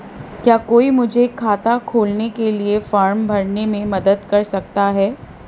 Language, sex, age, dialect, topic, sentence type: Hindi, female, 31-35, Marwari Dhudhari, banking, question